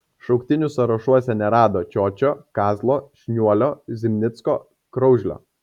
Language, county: Lithuanian, Kaunas